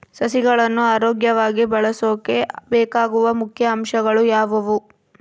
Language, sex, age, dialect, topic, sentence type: Kannada, female, 25-30, Central, agriculture, question